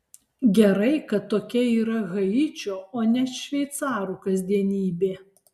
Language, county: Lithuanian, Alytus